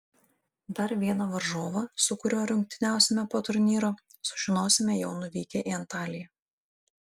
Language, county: Lithuanian, Šiauliai